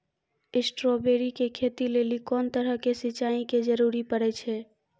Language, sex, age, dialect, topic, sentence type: Maithili, female, 41-45, Angika, agriculture, question